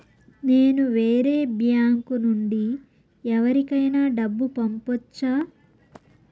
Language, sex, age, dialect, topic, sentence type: Telugu, male, 36-40, Southern, banking, statement